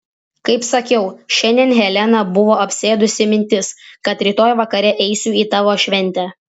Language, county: Lithuanian, Vilnius